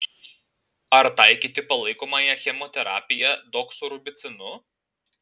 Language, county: Lithuanian, Alytus